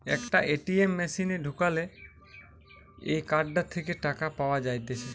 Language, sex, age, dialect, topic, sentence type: Bengali, male, <18, Western, banking, statement